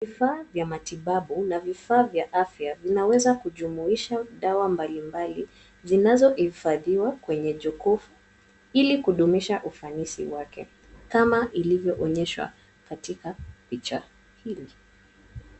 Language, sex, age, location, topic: Swahili, female, 18-24, Nairobi, health